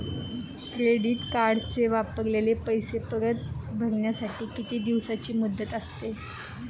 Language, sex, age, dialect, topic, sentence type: Marathi, female, 18-24, Standard Marathi, banking, question